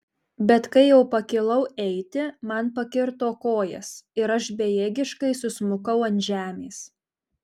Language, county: Lithuanian, Marijampolė